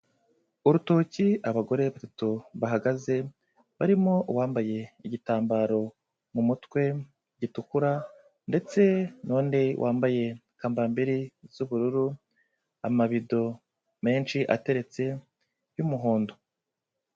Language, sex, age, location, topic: Kinyarwanda, male, 25-35, Kigali, health